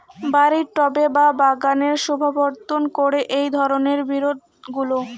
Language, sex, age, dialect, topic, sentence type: Bengali, female, 60-100, Rajbangshi, agriculture, question